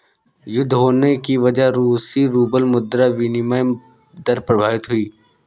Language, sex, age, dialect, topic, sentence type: Hindi, male, 51-55, Awadhi Bundeli, banking, statement